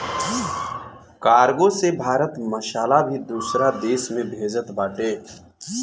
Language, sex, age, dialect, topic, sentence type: Bhojpuri, male, 41-45, Northern, banking, statement